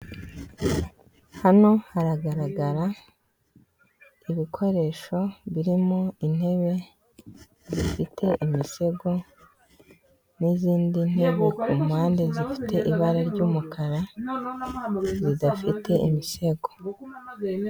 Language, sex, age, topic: Kinyarwanda, female, 18-24, finance